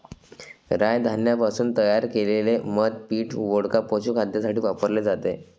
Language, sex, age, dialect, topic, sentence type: Marathi, male, 25-30, Varhadi, agriculture, statement